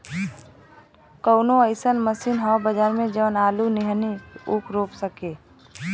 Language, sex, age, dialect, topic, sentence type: Bhojpuri, female, 25-30, Western, agriculture, question